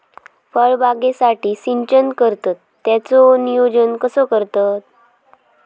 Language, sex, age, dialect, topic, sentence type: Marathi, female, 18-24, Southern Konkan, agriculture, question